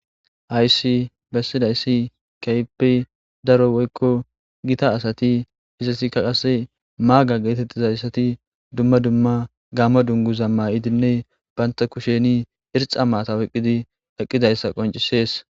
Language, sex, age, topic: Gamo, male, 18-24, government